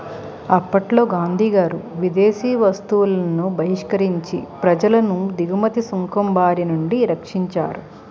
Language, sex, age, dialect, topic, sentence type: Telugu, female, 46-50, Utterandhra, banking, statement